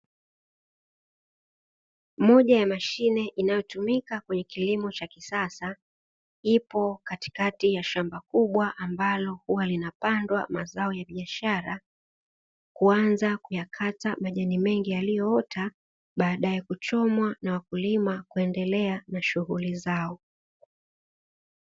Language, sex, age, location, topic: Swahili, female, 25-35, Dar es Salaam, agriculture